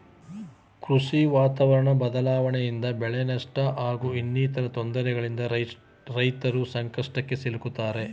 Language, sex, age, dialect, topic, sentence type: Kannada, male, 41-45, Mysore Kannada, agriculture, statement